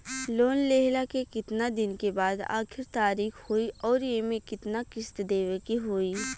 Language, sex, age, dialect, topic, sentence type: Bhojpuri, female, 25-30, Western, banking, question